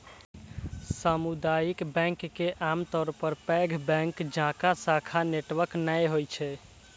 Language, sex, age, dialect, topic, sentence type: Maithili, male, 18-24, Eastern / Thethi, banking, statement